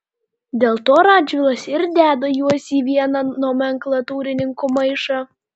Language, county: Lithuanian, Vilnius